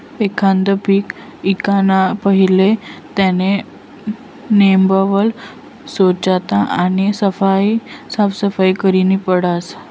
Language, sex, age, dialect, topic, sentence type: Marathi, female, 25-30, Northern Konkan, agriculture, statement